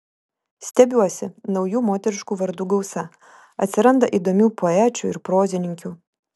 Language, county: Lithuanian, Vilnius